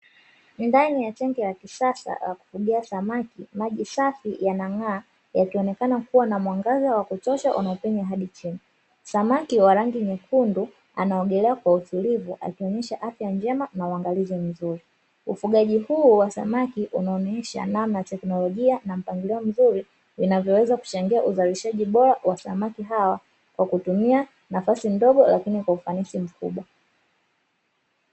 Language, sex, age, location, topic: Swahili, female, 25-35, Dar es Salaam, agriculture